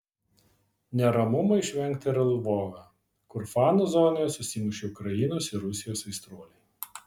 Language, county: Lithuanian, Vilnius